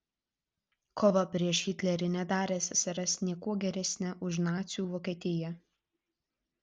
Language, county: Lithuanian, Klaipėda